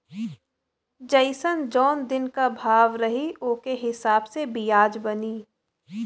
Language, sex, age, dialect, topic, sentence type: Bhojpuri, female, 18-24, Western, banking, statement